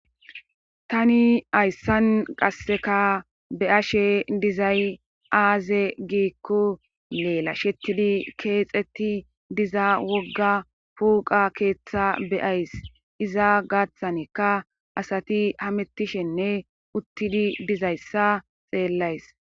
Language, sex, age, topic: Gamo, female, 36-49, government